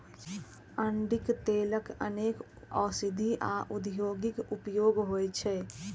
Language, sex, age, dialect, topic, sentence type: Maithili, female, 46-50, Eastern / Thethi, agriculture, statement